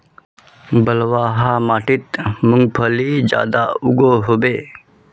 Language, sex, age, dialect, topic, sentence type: Magahi, male, 25-30, Northeastern/Surjapuri, agriculture, question